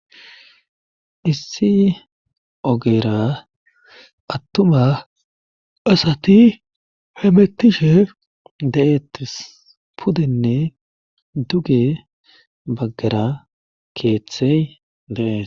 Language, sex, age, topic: Gamo, male, 25-35, government